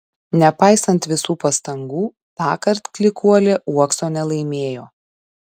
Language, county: Lithuanian, Šiauliai